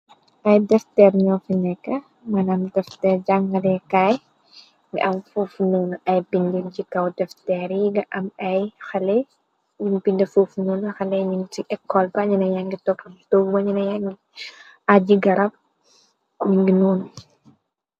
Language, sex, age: Wolof, female, 18-24